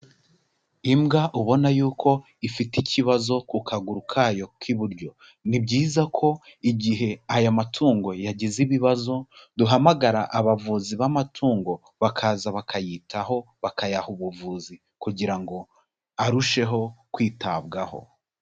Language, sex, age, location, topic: Kinyarwanda, male, 18-24, Kigali, agriculture